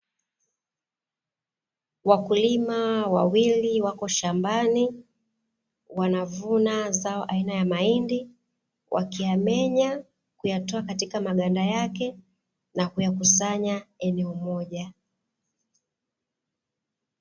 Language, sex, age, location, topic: Swahili, female, 25-35, Dar es Salaam, agriculture